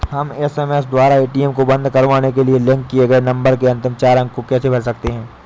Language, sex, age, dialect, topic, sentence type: Hindi, male, 18-24, Awadhi Bundeli, banking, question